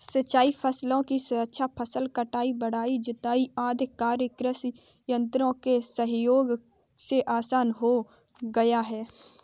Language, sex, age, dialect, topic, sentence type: Hindi, female, 18-24, Kanauji Braj Bhasha, agriculture, statement